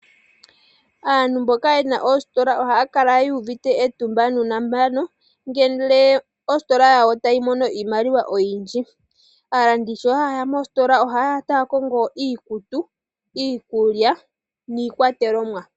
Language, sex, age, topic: Oshiwambo, male, 18-24, finance